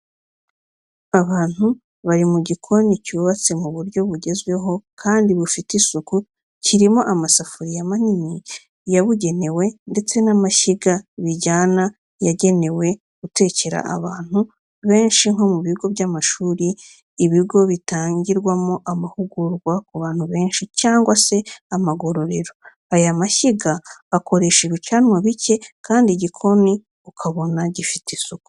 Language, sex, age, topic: Kinyarwanda, female, 36-49, education